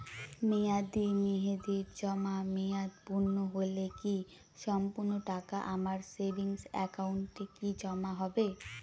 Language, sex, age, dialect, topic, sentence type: Bengali, female, 18-24, Northern/Varendri, banking, question